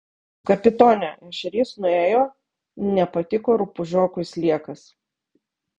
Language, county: Lithuanian, Vilnius